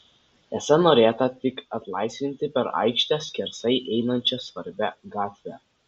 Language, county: Lithuanian, Vilnius